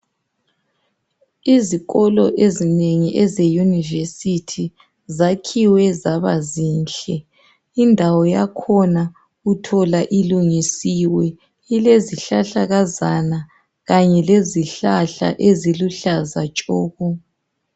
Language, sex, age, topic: North Ndebele, male, 36-49, education